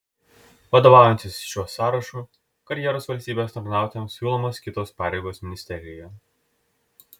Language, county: Lithuanian, Telšiai